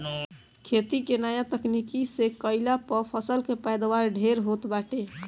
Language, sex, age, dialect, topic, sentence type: Bhojpuri, male, 18-24, Northern, agriculture, statement